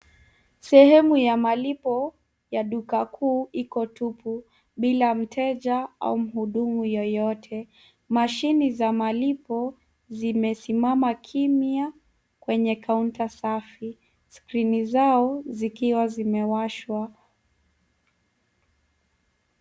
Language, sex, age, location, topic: Swahili, female, 18-24, Nairobi, finance